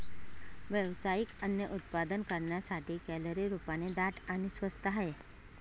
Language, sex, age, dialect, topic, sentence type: Marathi, male, 18-24, Northern Konkan, agriculture, statement